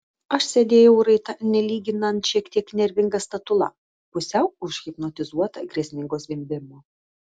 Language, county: Lithuanian, Vilnius